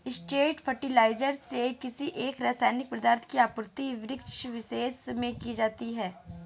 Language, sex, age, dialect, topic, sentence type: Hindi, female, 18-24, Kanauji Braj Bhasha, agriculture, statement